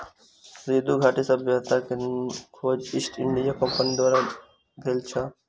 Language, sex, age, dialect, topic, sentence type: Maithili, male, 18-24, Southern/Standard, agriculture, statement